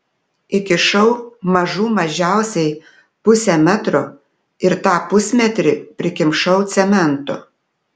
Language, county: Lithuanian, Telšiai